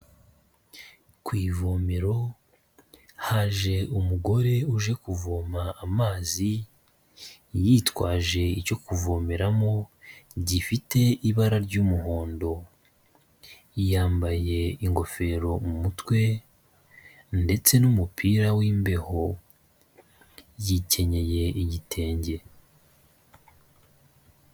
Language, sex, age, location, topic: Kinyarwanda, male, 25-35, Kigali, health